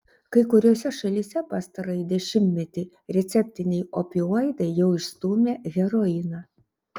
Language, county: Lithuanian, Šiauliai